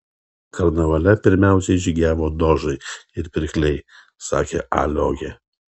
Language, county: Lithuanian, Kaunas